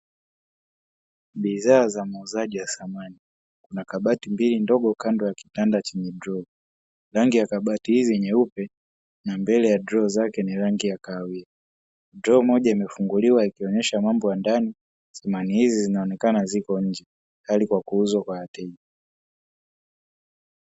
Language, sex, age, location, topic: Swahili, male, 18-24, Dar es Salaam, finance